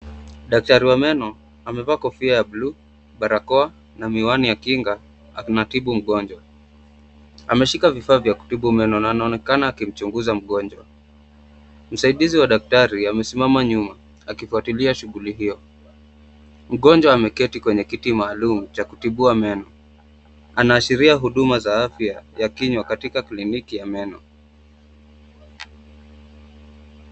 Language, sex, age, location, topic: Swahili, male, 25-35, Nakuru, health